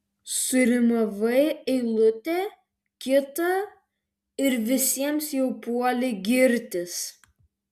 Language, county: Lithuanian, Vilnius